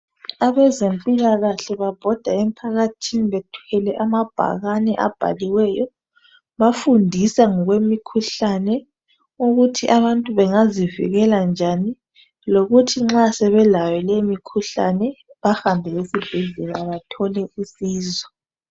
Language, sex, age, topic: North Ndebele, male, 36-49, health